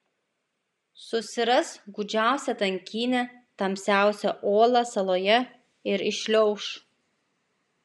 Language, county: Lithuanian, Klaipėda